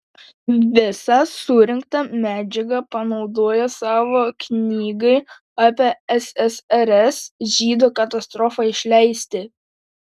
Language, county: Lithuanian, Panevėžys